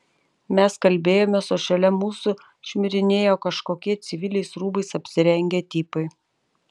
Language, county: Lithuanian, Panevėžys